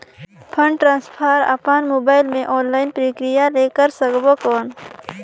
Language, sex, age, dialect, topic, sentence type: Chhattisgarhi, female, 18-24, Northern/Bhandar, banking, question